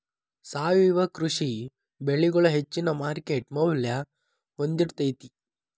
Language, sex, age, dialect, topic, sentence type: Kannada, male, 18-24, Dharwad Kannada, agriculture, statement